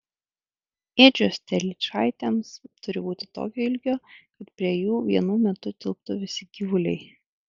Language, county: Lithuanian, Vilnius